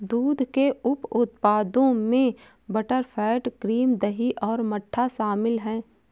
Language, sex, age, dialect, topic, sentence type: Hindi, female, 18-24, Awadhi Bundeli, agriculture, statement